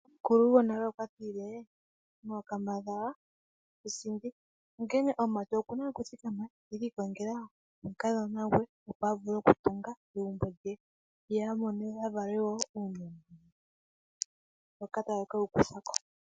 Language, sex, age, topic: Oshiwambo, female, 18-24, agriculture